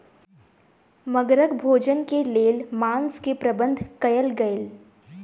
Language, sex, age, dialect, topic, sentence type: Maithili, female, 18-24, Southern/Standard, agriculture, statement